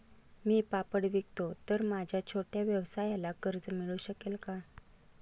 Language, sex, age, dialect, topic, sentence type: Marathi, female, 31-35, Standard Marathi, banking, question